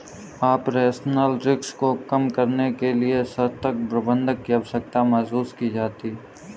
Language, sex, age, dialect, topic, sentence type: Hindi, male, 18-24, Kanauji Braj Bhasha, banking, statement